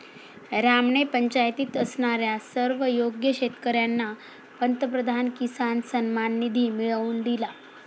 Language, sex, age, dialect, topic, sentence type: Marathi, female, 46-50, Standard Marathi, agriculture, statement